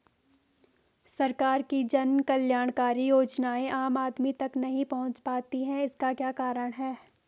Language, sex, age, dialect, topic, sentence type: Hindi, female, 18-24, Garhwali, banking, question